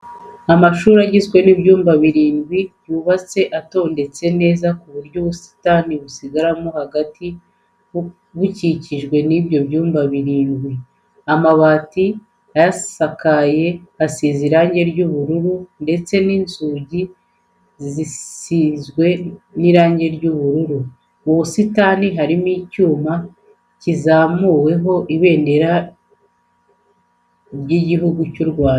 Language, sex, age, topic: Kinyarwanda, female, 36-49, education